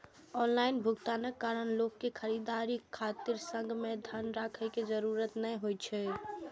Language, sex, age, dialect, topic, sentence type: Maithili, female, 18-24, Eastern / Thethi, banking, statement